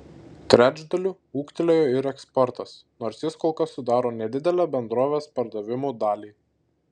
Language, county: Lithuanian, Šiauliai